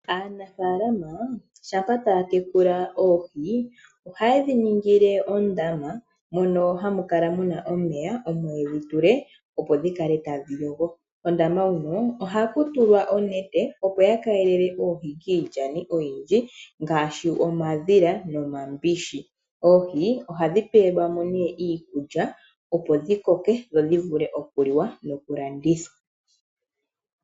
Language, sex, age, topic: Oshiwambo, female, 18-24, agriculture